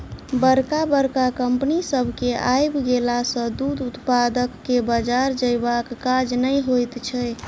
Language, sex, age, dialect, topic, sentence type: Maithili, male, 31-35, Southern/Standard, agriculture, statement